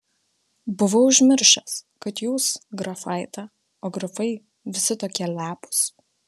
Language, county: Lithuanian, Vilnius